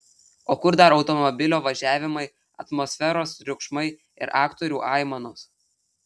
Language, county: Lithuanian, Telšiai